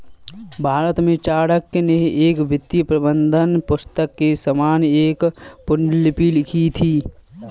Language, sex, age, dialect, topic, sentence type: Hindi, male, 18-24, Kanauji Braj Bhasha, banking, statement